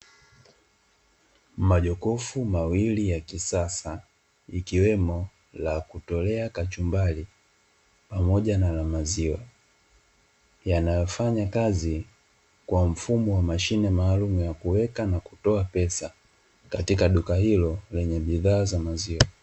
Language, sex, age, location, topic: Swahili, male, 25-35, Dar es Salaam, finance